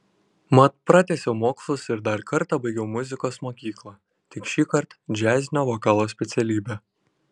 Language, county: Lithuanian, Kaunas